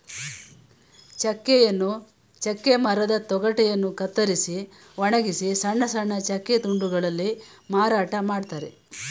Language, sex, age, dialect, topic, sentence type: Kannada, female, 18-24, Mysore Kannada, agriculture, statement